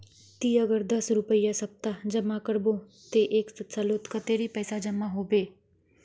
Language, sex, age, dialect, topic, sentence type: Magahi, female, 41-45, Northeastern/Surjapuri, banking, question